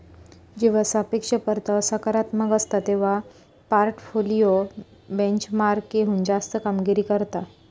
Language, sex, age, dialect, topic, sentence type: Marathi, female, 25-30, Southern Konkan, banking, statement